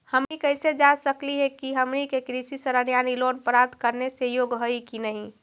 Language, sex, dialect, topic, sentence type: Magahi, female, Central/Standard, banking, question